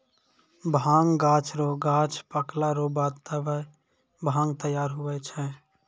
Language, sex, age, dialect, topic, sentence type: Maithili, male, 56-60, Angika, agriculture, statement